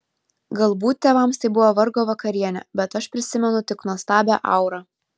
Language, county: Lithuanian, Vilnius